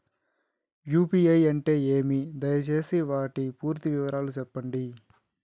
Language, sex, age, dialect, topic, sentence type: Telugu, male, 36-40, Southern, banking, question